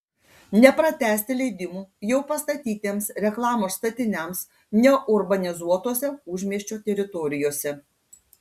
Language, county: Lithuanian, Panevėžys